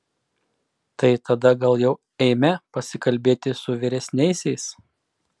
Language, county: Lithuanian, Klaipėda